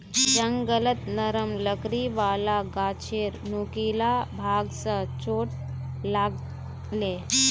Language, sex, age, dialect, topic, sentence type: Magahi, female, 18-24, Northeastern/Surjapuri, agriculture, statement